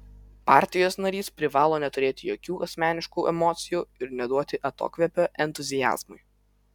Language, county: Lithuanian, Vilnius